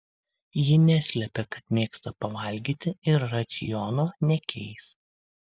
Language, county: Lithuanian, Kaunas